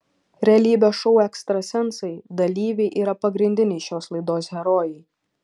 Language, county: Lithuanian, Šiauliai